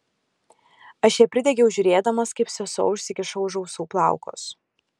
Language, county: Lithuanian, Kaunas